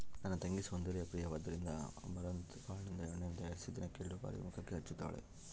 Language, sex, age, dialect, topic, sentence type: Kannada, male, 31-35, Central, agriculture, statement